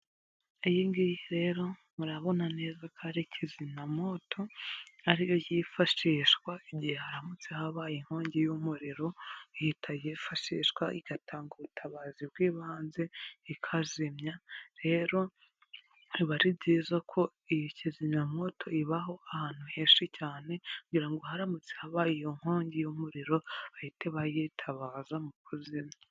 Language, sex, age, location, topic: Kinyarwanda, female, 18-24, Huye, government